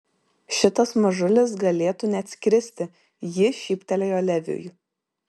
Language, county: Lithuanian, Vilnius